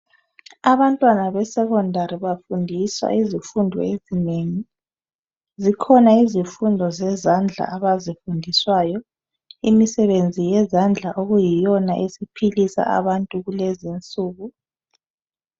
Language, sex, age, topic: North Ndebele, female, 36-49, education